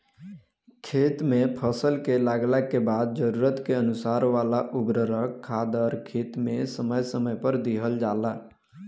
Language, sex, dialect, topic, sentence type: Bhojpuri, male, Southern / Standard, agriculture, statement